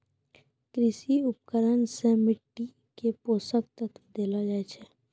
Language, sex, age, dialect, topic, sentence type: Maithili, female, 18-24, Angika, agriculture, statement